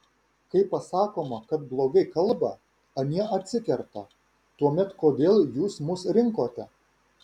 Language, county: Lithuanian, Vilnius